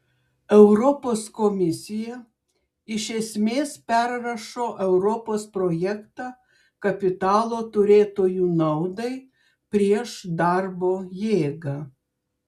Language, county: Lithuanian, Klaipėda